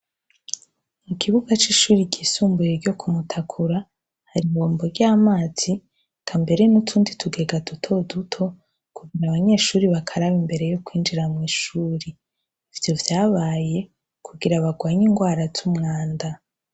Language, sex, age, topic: Rundi, female, 25-35, education